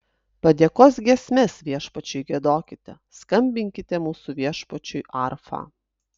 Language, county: Lithuanian, Utena